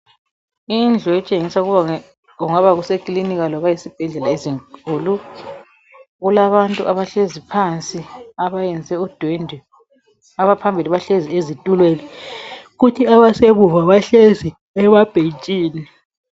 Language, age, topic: North Ndebele, 36-49, health